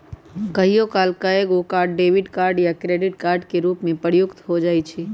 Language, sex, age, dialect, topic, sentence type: Magahi, male, 18-24, Western, banking, statement